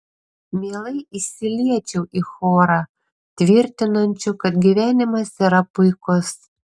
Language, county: Lithuanian, Panevėžys